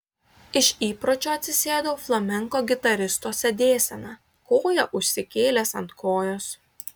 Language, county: Lithuanian, Klaipėda